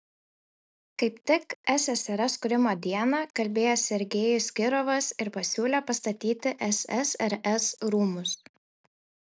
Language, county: Lithuanian, Šiauliai